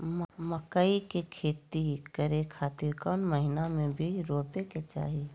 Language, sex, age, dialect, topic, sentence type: Magahi, female, 51-55, Southern, agriculture, question